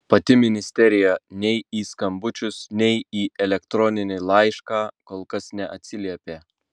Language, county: Lithuanian, Vilnius